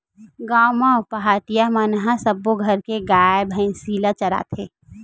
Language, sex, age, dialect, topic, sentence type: Chhattisgarhi, female, 18-24, Western/Budati/Khatahi, agriculture, statement